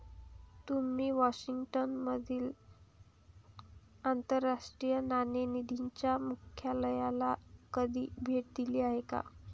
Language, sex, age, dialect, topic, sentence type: Marathi, female, 18-24, Varhadi, banking, statement